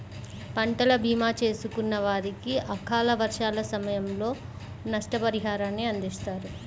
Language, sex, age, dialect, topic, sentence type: Telugu, male, 25-30, Central/Coastal, agriculture, statement